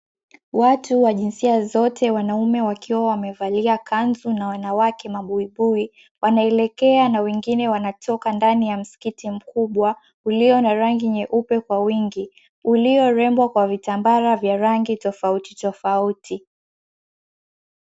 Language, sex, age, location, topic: Swahili, female, 18-24, Mombasa, government